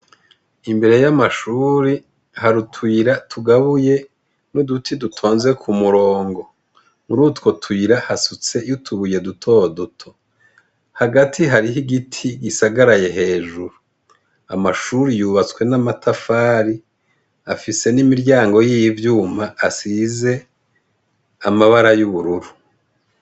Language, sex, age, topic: Rundi, male, 50+, education